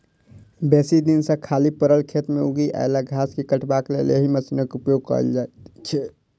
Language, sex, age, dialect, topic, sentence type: Maithili, male, 36-40, Southern/Standard, agriculture, statement